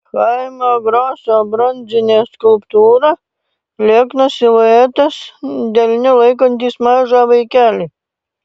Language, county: Lithuanian, Panevėžys